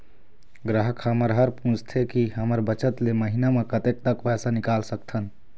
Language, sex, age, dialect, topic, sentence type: Chhattisgarhi, male, 25-30, Eastern, banking, question